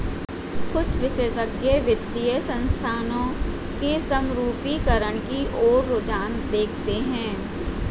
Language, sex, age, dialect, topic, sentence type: Hindi, female, 41-45, Hindustani Malvi Khadi Boli, banking, statement